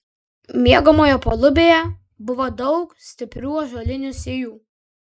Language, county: Lithuanian, Kaunas